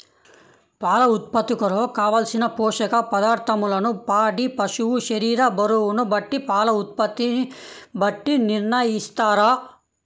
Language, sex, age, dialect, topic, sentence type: Telugu, male, 18-24, Central/Coastal, agriculture, question